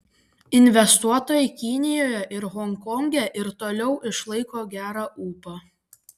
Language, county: Lithuanian, Panevėžys